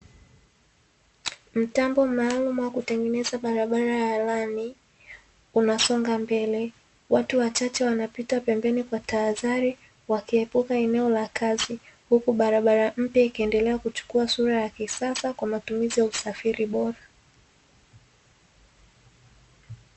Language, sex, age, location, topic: Swahili, female, 18-24, Dar es Salaam, government